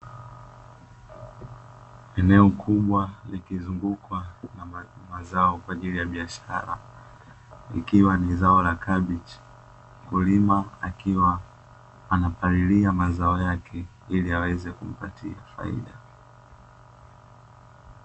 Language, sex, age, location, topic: Swahili, male, 18-24, Dar es Salaam, agriculture